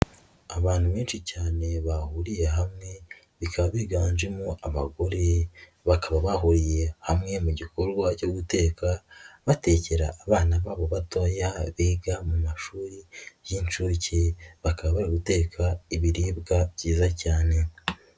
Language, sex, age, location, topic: Kinyarwanda, female, 25-35, Nyagatare, health